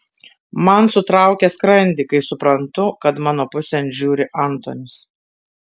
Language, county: Lithuanian, Tauragė